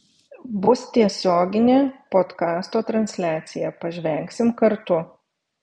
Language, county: Lithuanian, Vilnius